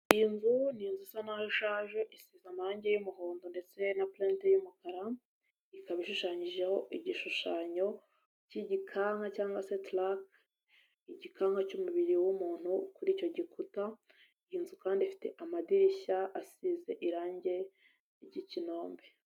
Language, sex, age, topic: Kinyarwanda, female, 18-24, education